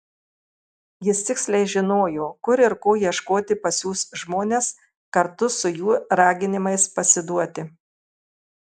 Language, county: Lithuanian, Marijampolė